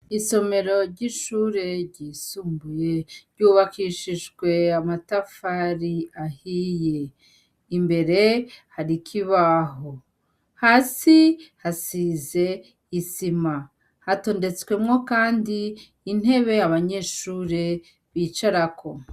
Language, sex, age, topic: Rundi, female, 36-49, education